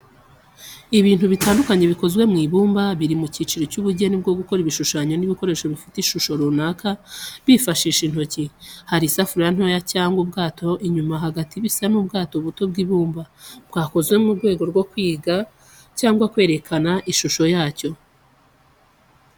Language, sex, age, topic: Kinyarwanda, female, 25-35, education